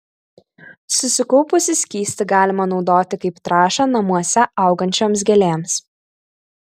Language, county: Lithuanian, Kaunas